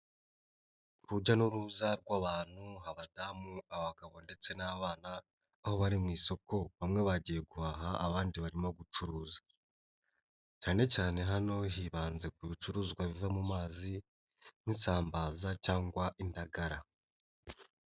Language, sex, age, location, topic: Kinyarwanda, male, 25-35, Nyagatare, finance